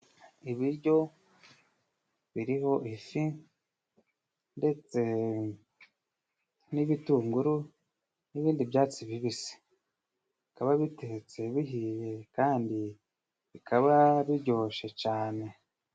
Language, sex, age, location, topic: Kinyarwanda, male, 25-35, Musanze, agriculture